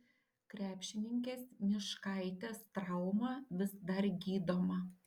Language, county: Lithuanian, Šiauliai